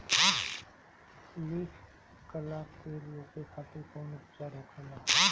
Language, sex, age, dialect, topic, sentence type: Bhojpuri, male, 36-40, Northern, agriculture, question